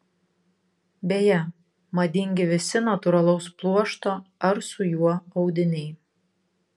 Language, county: Lithuanian, Vilnius